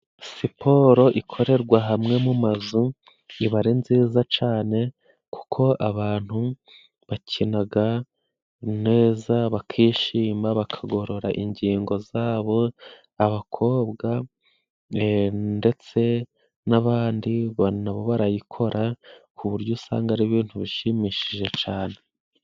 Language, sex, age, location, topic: Kinyarwanda, male, 25-35, Musanze, government